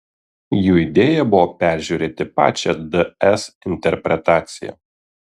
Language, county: Lithuanian, Kaunas